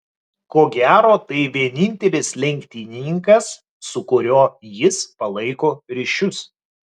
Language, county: Lithuanian, Vilnius